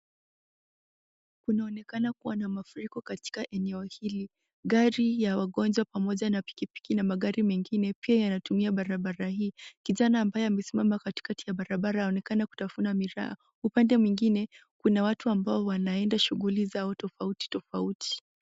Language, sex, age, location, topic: Swahili, female, 18-24, Kisii, health